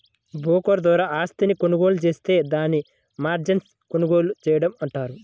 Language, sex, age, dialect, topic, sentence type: Telugu, male, 25-30, Central/Coastal, banking, statement